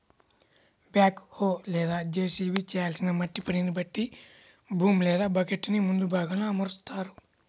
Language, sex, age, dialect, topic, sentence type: Telugu, male, 18-24, Central/Coastal, agriculture, statement